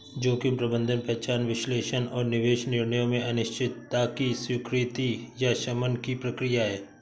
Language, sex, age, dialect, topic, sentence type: Hindi, male, 18-24, Awadhi Bundeli, banking, statement